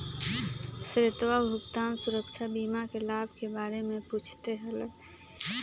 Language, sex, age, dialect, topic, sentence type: Magahi, female, 25-30, Western, banking, statement